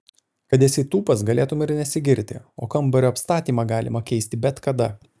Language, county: Lithuanian, Vilnius